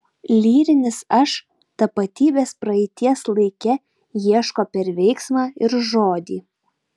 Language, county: Lithuanian, Utena